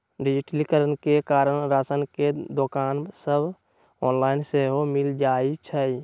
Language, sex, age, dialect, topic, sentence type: Magahi, male, 60-100, Western, agriculture, statement